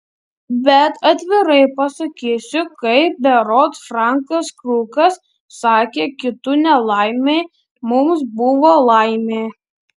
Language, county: Lithuanian, Panevėžys